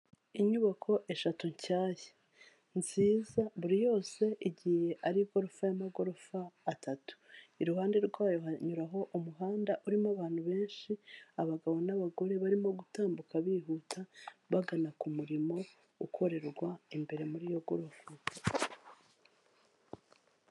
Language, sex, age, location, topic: Kinyarwanda, female, 36-49, Kigali, health